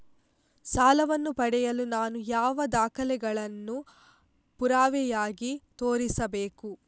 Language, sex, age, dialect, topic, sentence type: Kannada, female, 51-55, Coastal/Dakshin, banking, statement